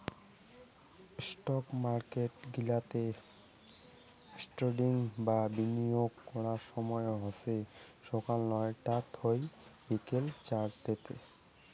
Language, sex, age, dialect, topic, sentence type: Bengali, male, 18-24, Rajbangshi, banking, statement